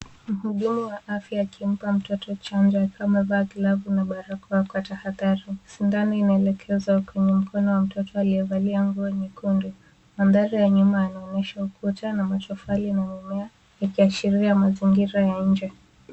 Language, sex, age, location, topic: Swahili, female, 18-24, Nairobi, health